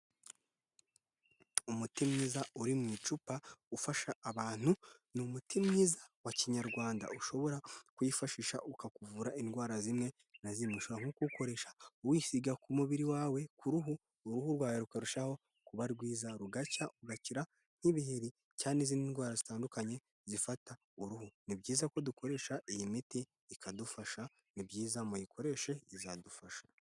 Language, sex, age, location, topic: Kinyarwanda, male, 18-24, Kigali, health